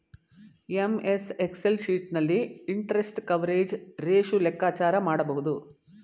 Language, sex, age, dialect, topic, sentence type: Kannada, female, 51-55, Mysore Kannada, banking, statement